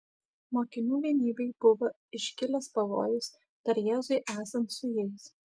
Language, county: Lithuanian, Kaunas